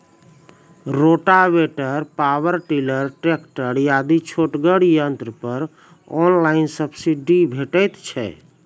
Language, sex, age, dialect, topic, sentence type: Maithili, male, 41-45, Angika, agriculture, question